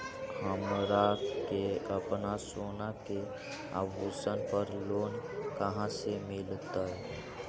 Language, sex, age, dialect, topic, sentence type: Magahi, female, 25-30, Central/Standard, banking, statement